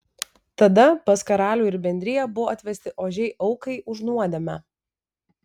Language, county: Lithuanian, Vilnius